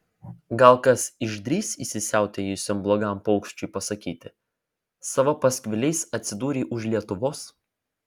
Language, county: Lithuanian, Vilnius